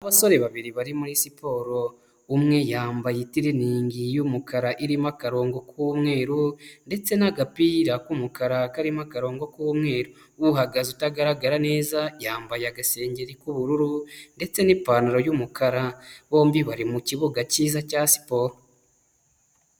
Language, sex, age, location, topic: Kinyarwanda, male, 25-35, Huye, health